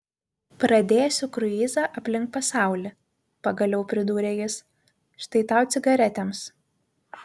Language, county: Lithuanian, Vilnius